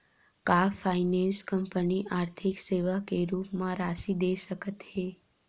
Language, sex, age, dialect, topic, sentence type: Chhattisgarhi, female, 18-24, Western/Budati/Khatahi, banking, question